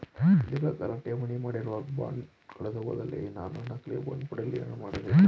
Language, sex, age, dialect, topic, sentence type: Kannada, male, 25-30, Mysore Kannada, banking, question